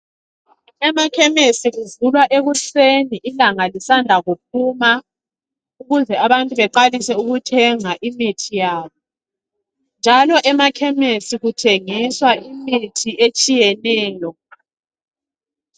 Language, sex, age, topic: North Ndebele, female, 25-35, health